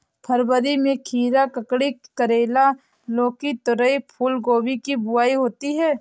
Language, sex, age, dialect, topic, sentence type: Hindi, female, 18-24, Awadhi Bundeli, agriculture, statement